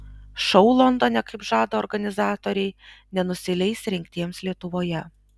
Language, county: Lithuanian, Alytus